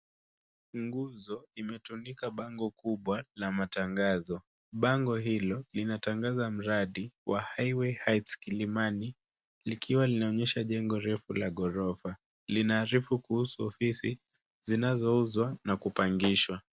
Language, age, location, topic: Swahili, 18-24, Nairobi, finance